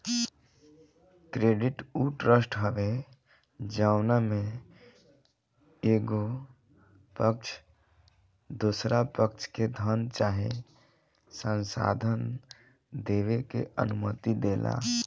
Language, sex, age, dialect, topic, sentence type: Bhojpuri, male, 25-30, Southern / Standard, banking, statement